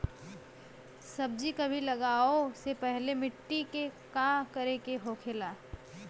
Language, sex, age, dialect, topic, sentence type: Bhojpuri, female, <18, Western, agriculture, question